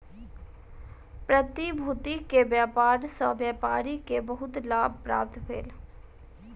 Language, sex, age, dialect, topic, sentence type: Maithili, female, 18-24, Southern/Standard, banking, statement